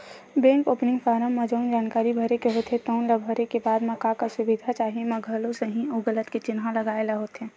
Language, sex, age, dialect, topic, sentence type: Chhattisgarhi, female, 18-24, Western/Budati/Khatahi, banking, statement